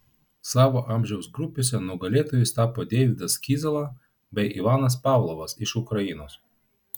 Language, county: Lithuanian, Vilnius